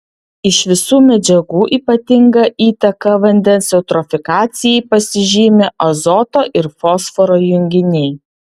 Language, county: Lithuanian, Vilnius